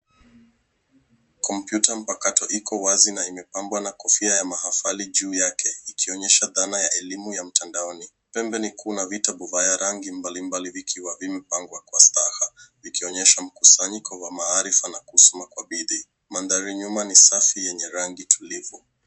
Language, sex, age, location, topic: Swahili, male, 18-24, Nairobi, education